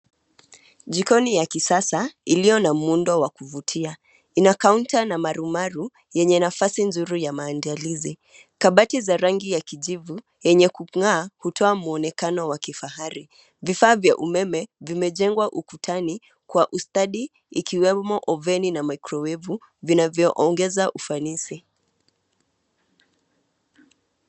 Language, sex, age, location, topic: Swahili, female, 25-35, Nairobi, finance